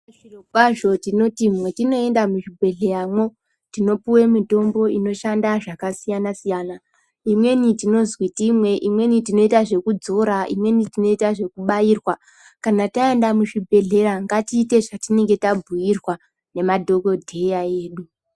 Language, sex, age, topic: Ndau, female, 25-35, health